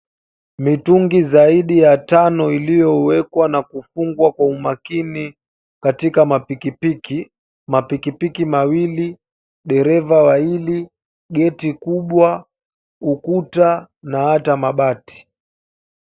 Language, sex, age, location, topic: Swahili, male, 18-24, Mombasa, agriculture